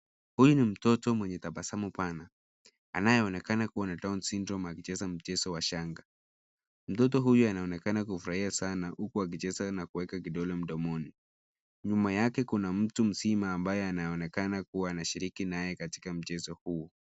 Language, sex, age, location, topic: Swahili, male, 50+, Nairobi, education